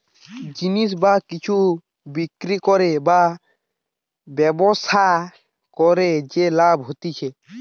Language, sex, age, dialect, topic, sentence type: Bengali, male, 18-24, Western, banking, statement